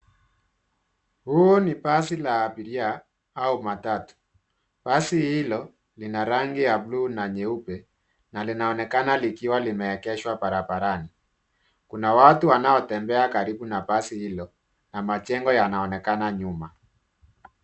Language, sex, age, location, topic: Swahili, male, 36-49, Nairobi, government